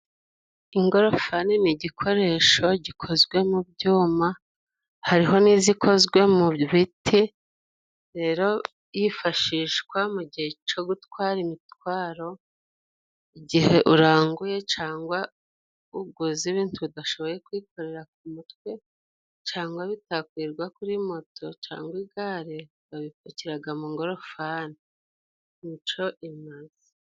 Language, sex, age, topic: Kinyarwanda, female, 36-49, finance